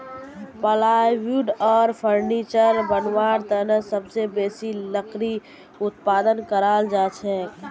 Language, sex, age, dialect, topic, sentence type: Magahi, female, 18-24, Northeastern/Surjapuri, agriculture, statement